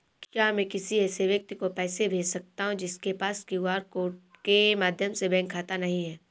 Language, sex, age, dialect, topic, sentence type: Hindi, female, 18-24, Awadhi Bundeli, banking, question